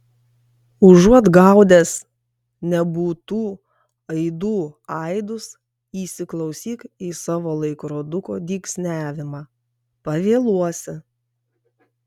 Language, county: Lithuanian, Klaipėda